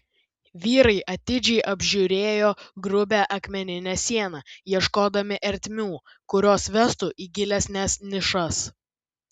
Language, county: Lithuanian, Vilnius